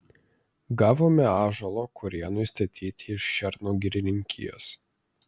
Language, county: Lithuanian, Vilnius